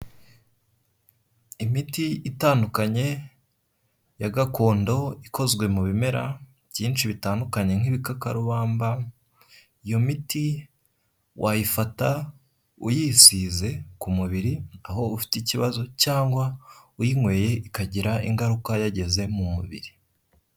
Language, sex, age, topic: Kinyarwanda, male, 18-24, health